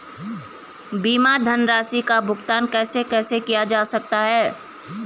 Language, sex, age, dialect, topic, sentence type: Hindi, female, 31-35, Garhwali, banking, question